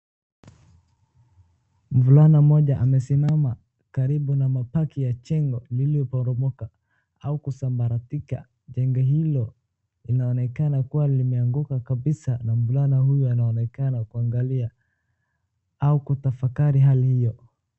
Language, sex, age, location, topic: Swahili, male, 36-49, Wajir, health